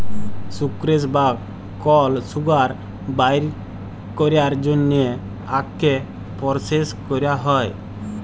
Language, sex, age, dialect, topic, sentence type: Bengali, male, 25-30, Jharkhandi, agriculture, statement